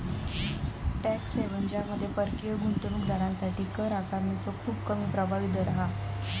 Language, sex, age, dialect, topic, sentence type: Marathi, female, 25-30, Southern Konkan, banking, statement